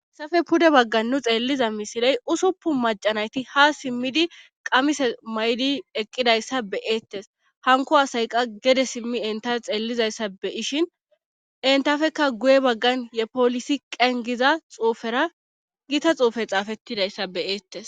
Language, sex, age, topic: Gamo, female, 25-35, government